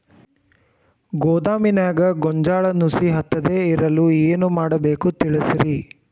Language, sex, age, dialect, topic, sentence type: Kannada, male, 18-24, Dharwad Kannada, agriculture, question